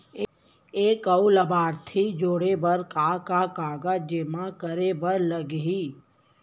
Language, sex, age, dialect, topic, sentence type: Chhattisgarhi, female, 31-35, Central, banking, question